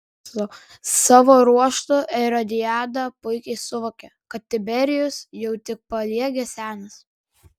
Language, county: Lithuanian, Kaunas